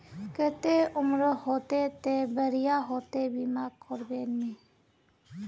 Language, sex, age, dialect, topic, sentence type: Magahi, female, 18-24, Northeastern/Surjapuri, banking, question